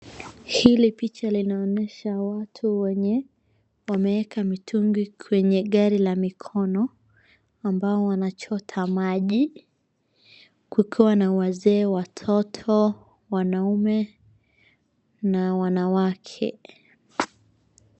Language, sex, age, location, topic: Swahili, female, 25-35, Wajir, health